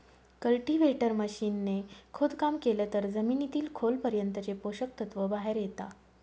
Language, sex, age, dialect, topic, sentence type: Marathi, female, 18-24, Northern Konkan, agriculture, statement